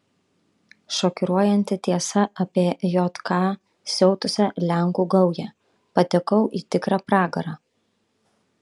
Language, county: Lithuanian, Kaunas